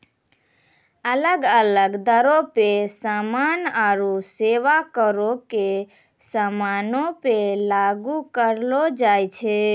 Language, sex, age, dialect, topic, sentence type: Maithili, female, 56-60, Angika, banking, statement